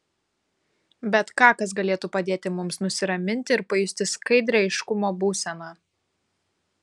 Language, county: Lithuanian, Kaunas